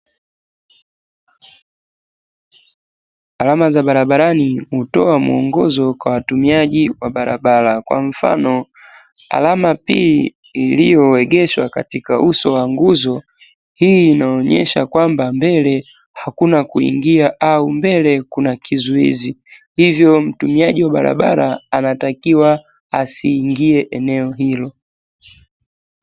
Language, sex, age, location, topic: Swahili, male, 18-24, Dar es Salaam, government